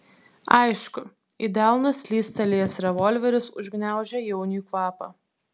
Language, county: Lithuanian, Vilnius